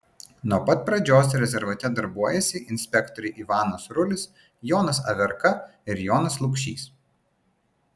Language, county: Lithuanian, Vilnius